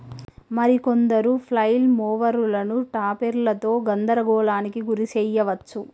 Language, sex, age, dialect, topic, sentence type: Telugu, female, 31-35, Telangana, agriculture, statement